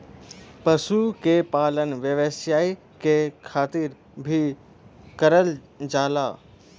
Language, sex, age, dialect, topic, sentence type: Bhojpuri, male, 18-24, Western, agriculture, statement